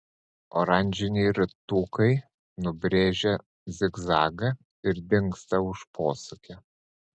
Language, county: Lithuanian, Panevėžys